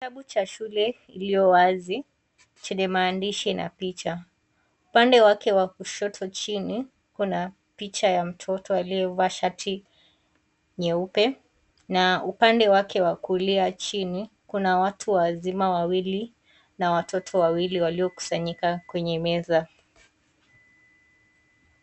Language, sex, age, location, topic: Swahili, female, 18-24, Kisii, education